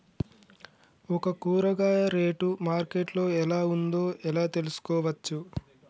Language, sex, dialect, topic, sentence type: Telugu, male, Telangana, agriculture, question